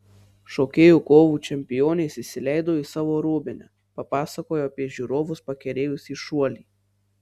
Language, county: Lithuanian, Marijampolė